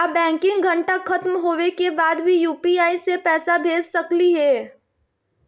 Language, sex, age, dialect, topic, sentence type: Magahi, female, 18-24, Southern, banking, question